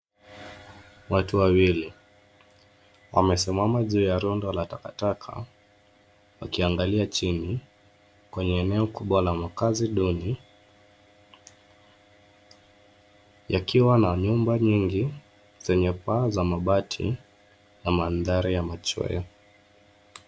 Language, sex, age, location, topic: Swahili, male, 25-35, Nairobi, health